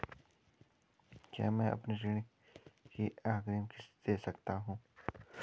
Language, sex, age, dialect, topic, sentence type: Hindi, male, 31-35, Garhwali, banking, question